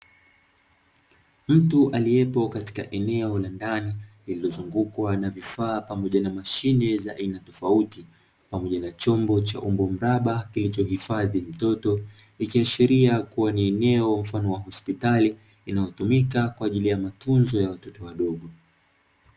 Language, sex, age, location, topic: Swahili, male, 25-35, Dar es Salaam, health